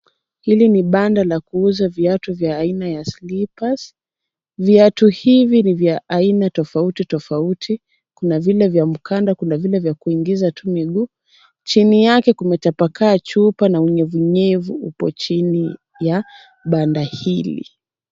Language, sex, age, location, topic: Swahili, female, 25-35, Kisumu, finance